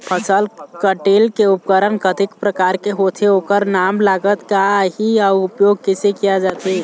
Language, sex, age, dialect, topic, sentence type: Chhattisgarhi, male, 18-24, Eastern, agriculture, question